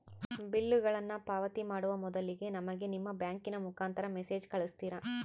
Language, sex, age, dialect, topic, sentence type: Kannada, female, 25-30, Central, banking, question